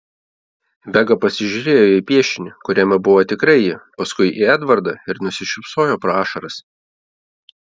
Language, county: Lithuanian, Telšiai